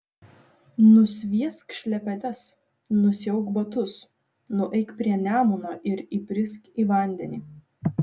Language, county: Lithuanian, Vilnius